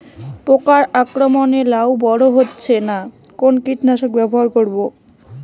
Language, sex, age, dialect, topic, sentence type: Bengali, female, 18-24, Rajbangshi, agriculture, question